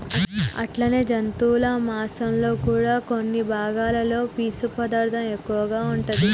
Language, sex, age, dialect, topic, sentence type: Telugu, female, 41-45, Telangana, agriculture, statement